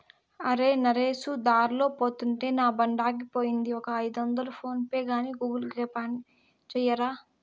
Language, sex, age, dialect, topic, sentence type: Telugu, female, 18-24, Southern, banking, statement